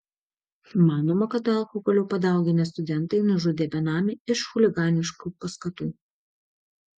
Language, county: Lithuanian, Šiauliai